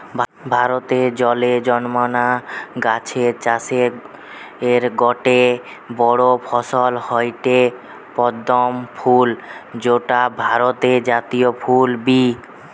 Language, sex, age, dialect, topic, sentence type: Bengali, male, 18-24, Western, agriculture, statement